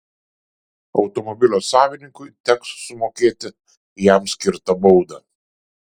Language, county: Lithuanian, Šiauliai